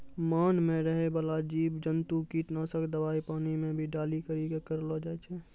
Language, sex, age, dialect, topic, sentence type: Maithili, male, 41-45, Angika, agriculture, statement